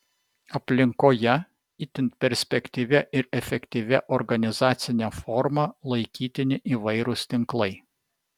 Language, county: Lithuanian, Vilnius